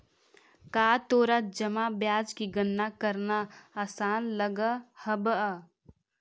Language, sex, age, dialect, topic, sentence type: Magahi, female, 18-24, Central/Standard, banking, statement